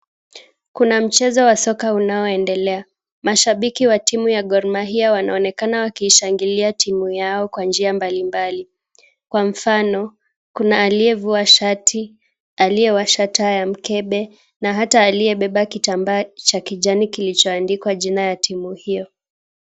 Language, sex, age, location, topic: Swahili, female, 18-24, Kisumu, government